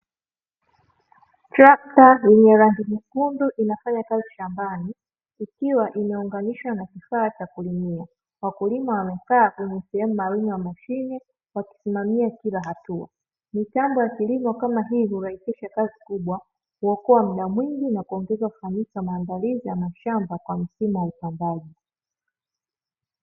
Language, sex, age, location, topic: Swahili, female, 18-24, Dar es Salaam, agriculture